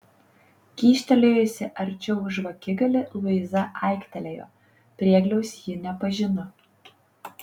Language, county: Lithuanian, Panevėžys